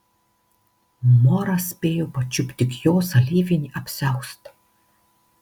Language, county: Lithuanian, Marijampolė